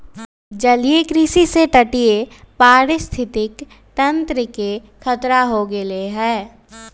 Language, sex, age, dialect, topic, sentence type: Magahi, male, 18-24, Western, agriculture, statement